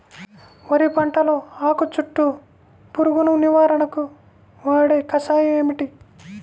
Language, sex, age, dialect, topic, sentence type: Telugu, female, 25-30, Central/Coastal, agriculture, question